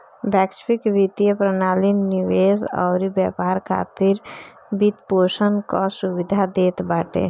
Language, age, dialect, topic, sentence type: Bhojpuri, 25-30, Northern, banking, statement